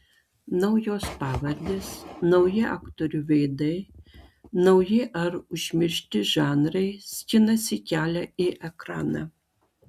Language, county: Lithuanian, Klaipėda